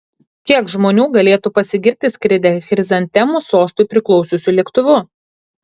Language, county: Lithuanian, Kaunas